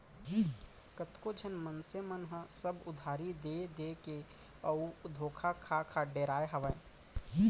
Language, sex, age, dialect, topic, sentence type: Chhattisgarhi, male, 25-30, Central, banking, statement